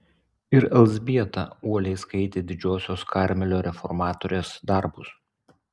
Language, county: Lithuanian, Utena